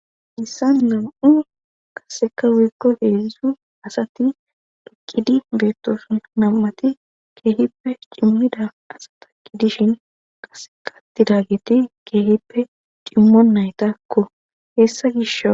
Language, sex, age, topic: Gamo, female, 25-35, government